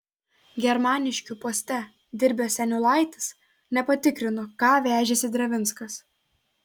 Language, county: Lithuanian, Telšiai